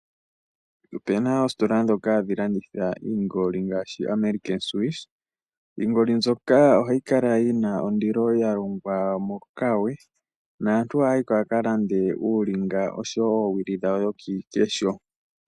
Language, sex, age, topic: Oshiwambo, male, 18-24, finance